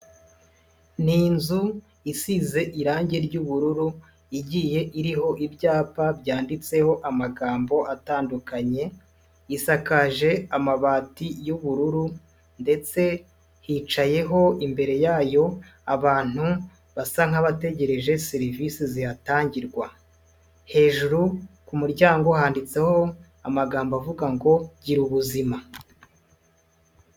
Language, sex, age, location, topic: Kinyarwanda, male, 25-35, Nyagatare, health